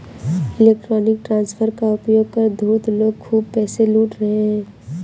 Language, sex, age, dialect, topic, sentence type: Hindi, female, 18-24, Awadhi Bundeli, banking, statement